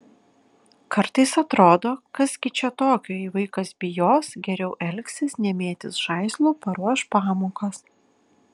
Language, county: Lithuanian, Kaunas